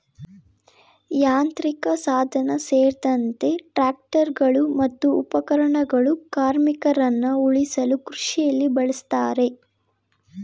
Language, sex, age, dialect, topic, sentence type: Kannada, female, 18-24, Mysore Kannada, agriculture, statement